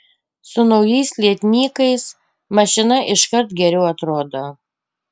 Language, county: Lithuanian, Panevėžys